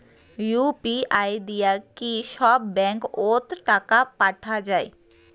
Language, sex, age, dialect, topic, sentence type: Bengali, female, 18-24, Rajbangshi, banking, question